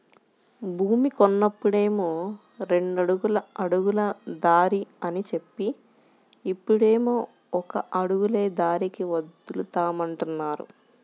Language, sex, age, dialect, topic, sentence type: Telugu, male, 31-35, Central/Coastal, agriculture, statement